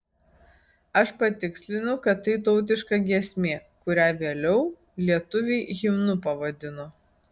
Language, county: Lithuanian, Vilnius